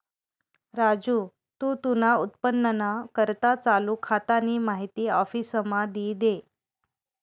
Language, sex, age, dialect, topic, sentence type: Marathi, female, 31-35, Northern Konkan, banking, statement